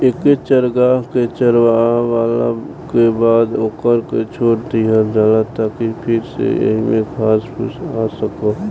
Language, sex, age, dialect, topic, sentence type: Bhojpuri, male, 18-24, Southern / Standard, agriculture, statement